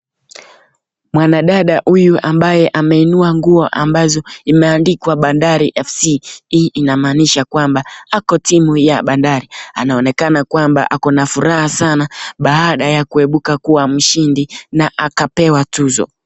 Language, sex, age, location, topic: Swahili, male, 25-35, Nakuru, government